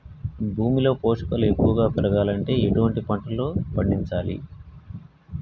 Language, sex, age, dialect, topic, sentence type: Telugu, male, 36-40, Telangana, agriculture, question